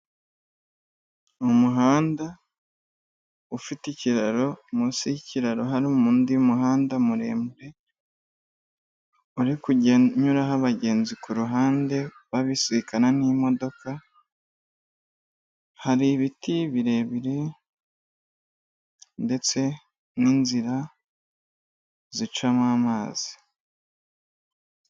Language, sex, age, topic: Kinyarwanda, female, 18-24, government